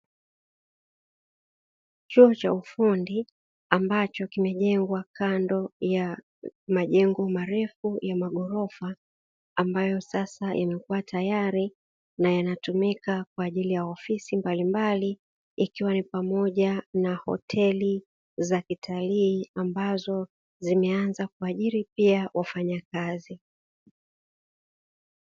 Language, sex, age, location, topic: Swahili, female, 36-49, Dar es Salaam, education